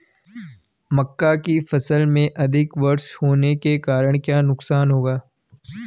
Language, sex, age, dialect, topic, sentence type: Hindi, male, 18-24, Garhwali, agriculture, question